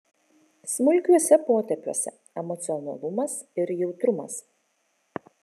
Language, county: Lithuanian, Kaunas